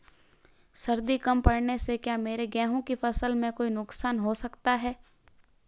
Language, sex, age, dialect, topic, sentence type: Hindi, female, 18-24, Marwari Dhudhari, agriculture, question